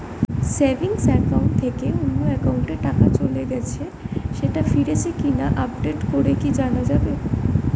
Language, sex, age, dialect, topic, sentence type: Bengali, female, 25-30, Standard Colloquial, banking, question